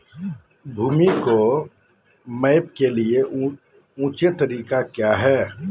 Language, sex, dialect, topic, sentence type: Magahi, male, Southern, agriculture, question